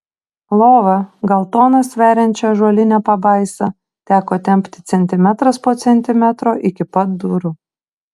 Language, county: Lithuanian, Utena